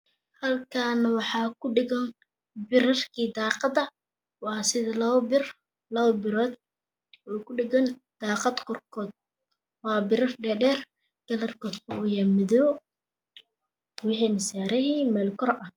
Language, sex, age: Somali, female, 18-24